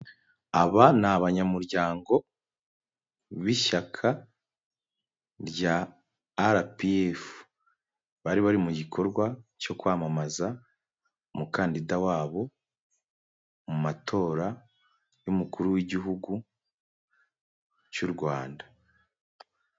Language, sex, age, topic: Kinyarwanda, male, 25-35, government